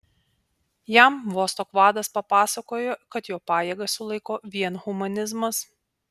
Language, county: Lithuanian, Panevėžys